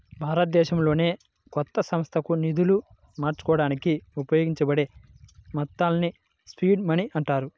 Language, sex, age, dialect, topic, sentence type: Telugu, male, 56-60, Central/Coastal, banking, statement